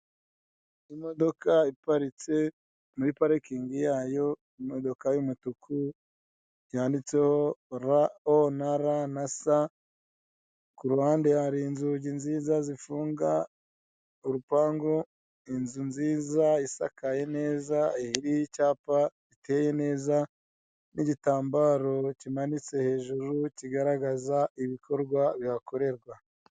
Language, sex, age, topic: Kinyarwanda, male, 25-35, finance